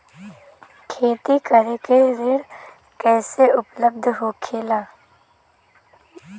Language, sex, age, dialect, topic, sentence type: Bhojpuri, female, <18, Western, agriculture, question